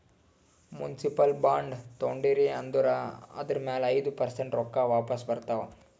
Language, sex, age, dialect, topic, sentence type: Kannada, male, 18-24, Northeastern, banking, statement